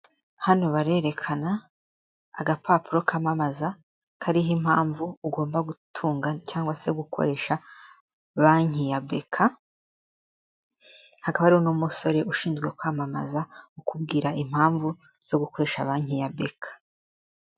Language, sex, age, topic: Kinyarwanda, female, 18-24, finance